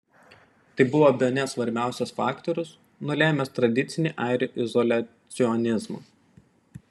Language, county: Lithuanian, Panevėžys